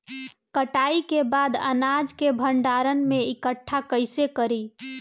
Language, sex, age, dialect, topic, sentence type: Bhojpuri, female, 18-24, Southern / Standard, agriculture, statement